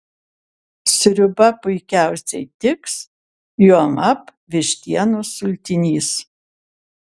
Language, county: Lithuanian, Kaunas